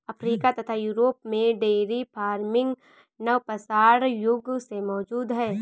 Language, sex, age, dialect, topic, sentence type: Hindi, male, 25-30, Awadhi Bundeli, agriculture, statement